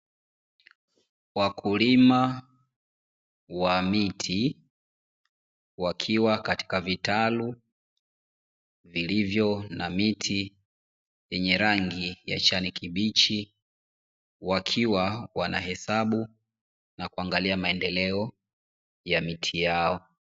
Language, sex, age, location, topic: Swahili, female, 25-35, Dar es Salaam, agriculture